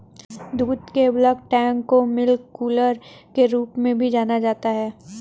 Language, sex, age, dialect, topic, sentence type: Hindi, female, 31-35, Hindustani Malvi Khadi Boli, agriculture, statement